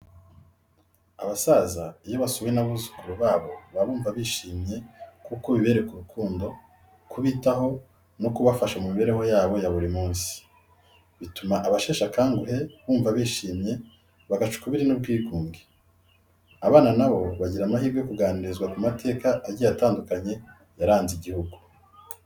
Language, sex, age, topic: Kinyarwanda, male, 36-49, education